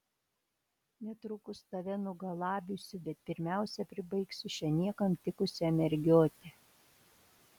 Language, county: Lithuanian, Šiauliai